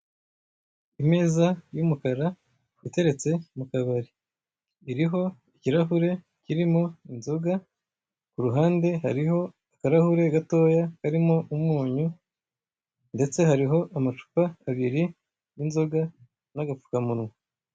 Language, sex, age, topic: Kinyarwanda, male, 25-35, finance